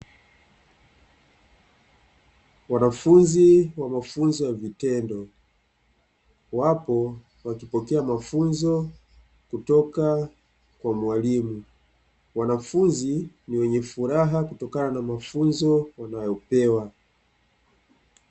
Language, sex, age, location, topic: Swahili, male, 25-35, Dar es Salaam, education